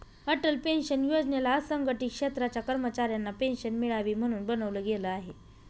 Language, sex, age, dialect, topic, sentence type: Marathi, female, 25-30, Northern Konkan, banking, statement